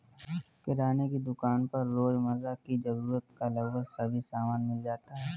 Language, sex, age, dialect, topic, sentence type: Hindi, male, 18-24, Marwari Dhudhari, agriculture, statement